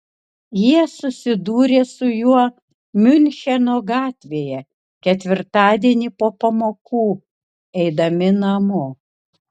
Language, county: Lithuanian, Kaunas